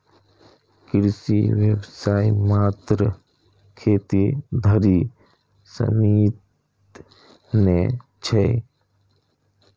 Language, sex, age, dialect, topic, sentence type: Maithili, male, 25-30, Eastern / Thethi, agriculture, statement